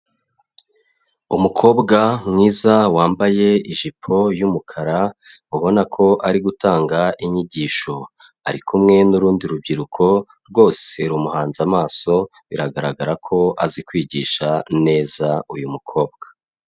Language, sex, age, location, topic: Kinyarwanda, male, 36-49, Kigali, education